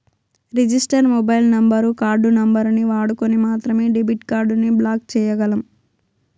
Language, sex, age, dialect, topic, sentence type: Telugu, female, 25-30, Southern, banking, statement